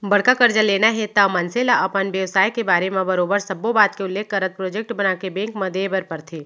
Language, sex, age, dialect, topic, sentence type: Chhattisgarhi, female, 36-40, Central, banking, statement